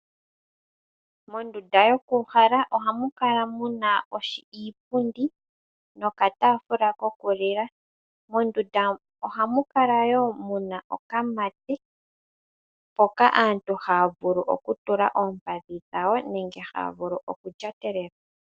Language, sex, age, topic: Oshiwambo, female, 18-24, finance